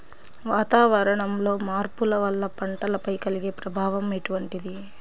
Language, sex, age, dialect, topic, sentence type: Telugu, female, 25-30, Central/Coastal, agriculture, question